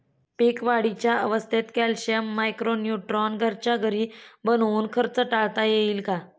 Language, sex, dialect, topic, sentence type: Marathi, female, Standard Marathi, agriculture, question